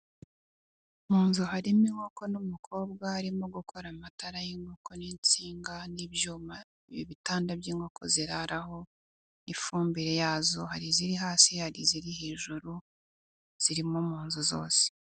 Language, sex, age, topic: Kinyarwanda, female, 18-24, agriculture